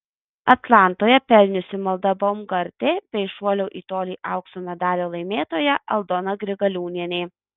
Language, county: Lithuanian, Marijampolė